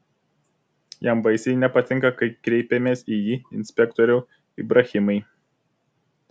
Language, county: Lithuanian, Vilnius